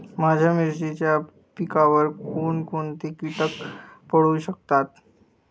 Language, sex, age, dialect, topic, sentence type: Marathi, male, 25-30, Standard Marathi, agriculture, question